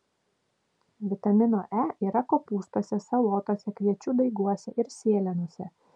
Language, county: Lithuanian, Vilnius